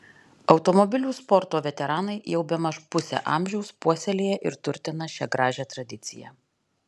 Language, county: Lithuanian, Alytus